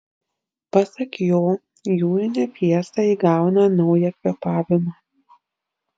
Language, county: Lithuanian, Šiauliai